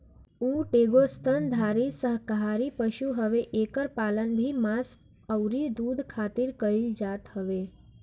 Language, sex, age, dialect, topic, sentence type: Bhojpuri, female, <18, Northern, agriculture, statement